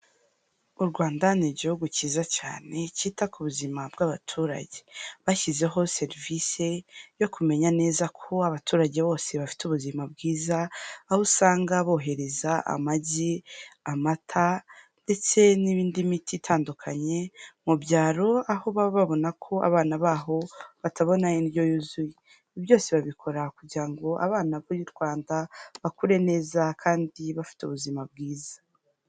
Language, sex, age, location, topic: Kinyarwanda, female, 25-35, Huye, health